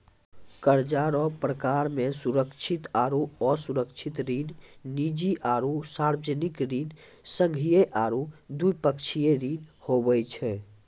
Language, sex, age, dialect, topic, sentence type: Maithili, male, 18-24, Angika, banking, statement